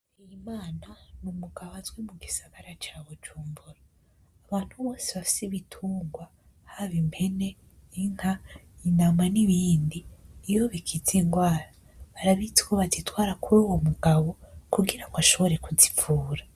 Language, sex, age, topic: Rundi, female, 18-24, agriculture